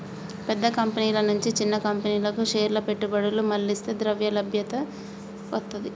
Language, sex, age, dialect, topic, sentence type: Telugu, female, 25-30, Telangana, banking, statement